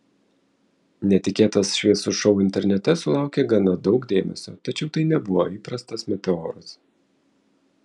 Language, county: Lithuanian, Vilnius